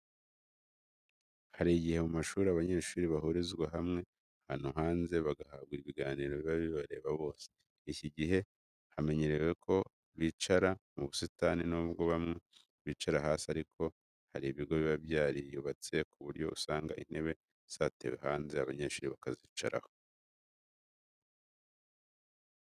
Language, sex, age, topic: Kinyarwanda, male, 25-35, education